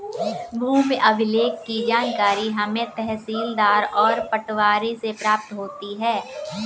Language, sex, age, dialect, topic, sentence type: Hindi, female, 18-24, Kanauji Braj Bhasha, agriculture, statement